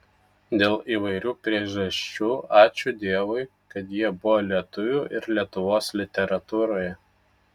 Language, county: Lithuanian, Telšiai